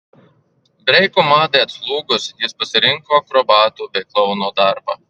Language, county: Lithuanian, Marijampolė